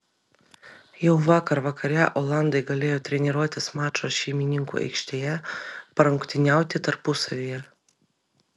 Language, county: Lithuanian, Vilnius